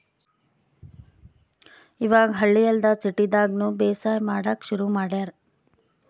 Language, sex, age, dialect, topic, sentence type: Kannada, female, 25-30, Northeastern, agriculture, statement